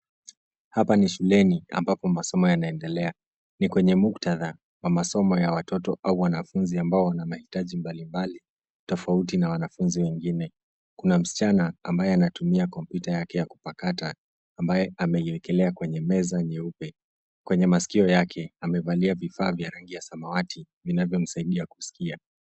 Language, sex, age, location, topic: Swahili, male, 18-24, Nairobi, education